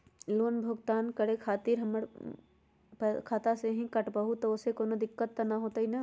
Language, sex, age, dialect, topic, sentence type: Magahi, female, 36-40, Western, banking, question